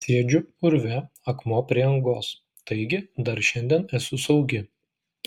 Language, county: Lithuanian, Klaipėda